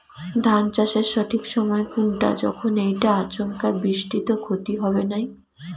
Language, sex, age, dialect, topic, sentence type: Bengali, female, 18-24, Rajbangshi, agriculture, question